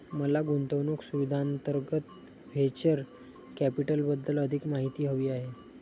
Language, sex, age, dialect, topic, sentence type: Marathi, male, 51-55, Standard Marathi, banking, statement